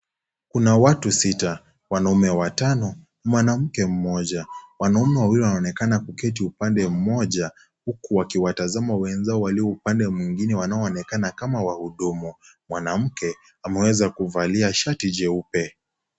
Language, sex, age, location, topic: Swahili, male, 18-24, Kisii, government